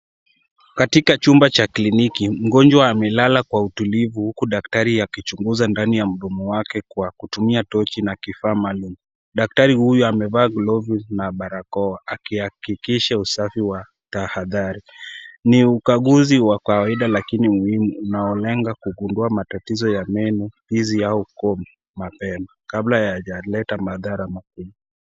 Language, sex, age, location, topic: Swahili, male, 18-24, Kisumu, health